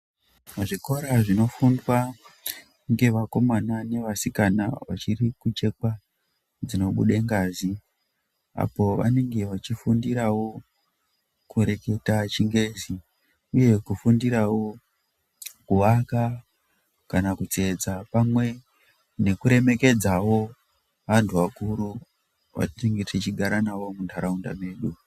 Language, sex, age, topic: Ndau, female, 18-24, education